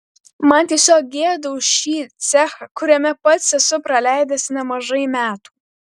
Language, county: Lithuanian, Vilnius